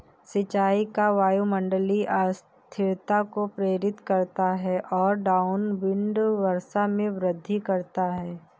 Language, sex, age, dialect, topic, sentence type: Hindi, female, 41-45, Awadhi Bundeli, agriculture, statement